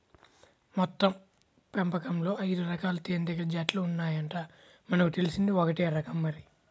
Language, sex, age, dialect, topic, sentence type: Telugu, male, 18-24, Central/Coastal, agriculture, statement